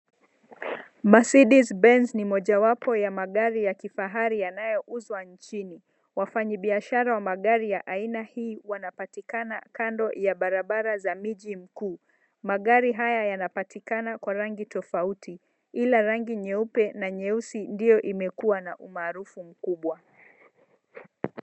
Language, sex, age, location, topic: Swahili, female, 25-35, Mombasa, finance